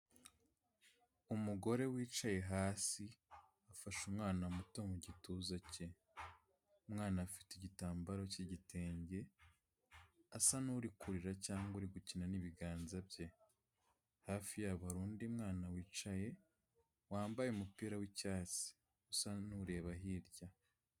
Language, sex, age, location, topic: Kinyarwanda, male, 25-35, Kigali, health